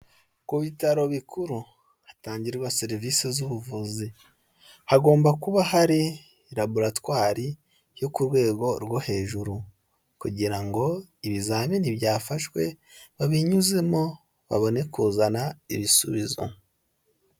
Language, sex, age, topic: Kinyarwanda, male, 18-24, health